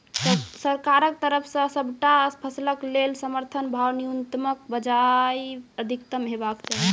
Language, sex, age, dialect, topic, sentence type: Maithili, female, 18-24, Angika, agriculture, question